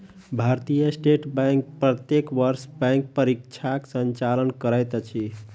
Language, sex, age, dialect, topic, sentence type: Maithili, male, 41-45, Southern/Standard, banking, statement